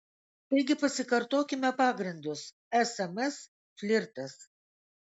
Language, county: Lithuanian, Kaunas